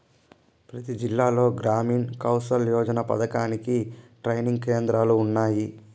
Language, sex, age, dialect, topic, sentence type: Telugu, male, 25-30, Southern, banking, statement